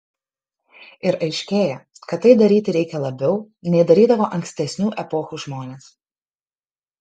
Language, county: Lithuanian, Kaunas